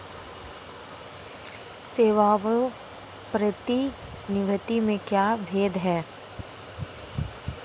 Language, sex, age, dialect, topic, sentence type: Hindi, female, 25-30, Marwari Dhudhari, banking, question